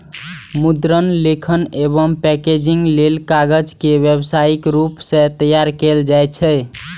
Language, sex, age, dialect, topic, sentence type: Maithili, male, 18-24, Eastern / Thethi, agriculture, statement